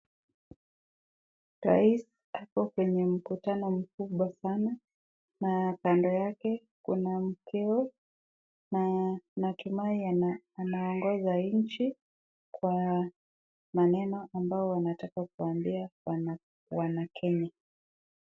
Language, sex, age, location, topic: Swahili, female, 25-35, Nakuru, government